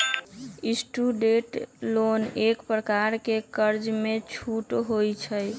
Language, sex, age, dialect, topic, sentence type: Magahi, male, 36-40, Western, banking, statement